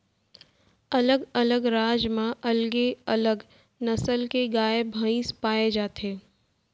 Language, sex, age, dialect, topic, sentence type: Chhattisgarhi, female, 36-40, Central, agriculture, statement